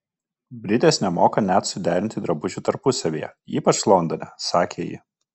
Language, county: Lithuanian, Kaunas